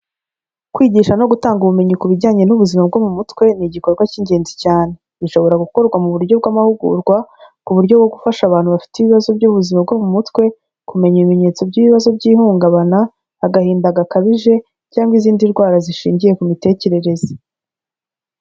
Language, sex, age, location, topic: Kinyarwanda, female, 25-35, Kigali, health